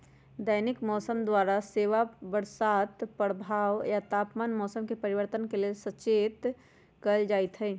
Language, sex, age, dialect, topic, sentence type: Magahi, female, 46-50, Western, agriculture, statement